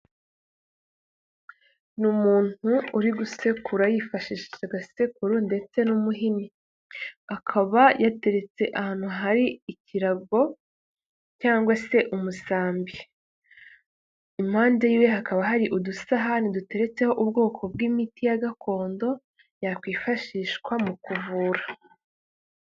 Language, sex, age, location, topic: Kinyarwanda, female, 18-24, Kigali, health